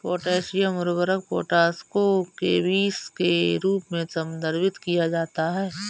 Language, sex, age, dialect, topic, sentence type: Hindi, female, 41-45, Kanauji Braj Bhasha, agriculture, statement